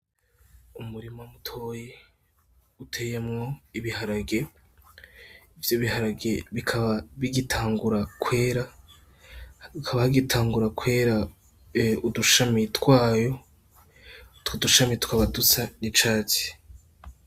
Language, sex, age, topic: Rundi, male, 18-24, agriculture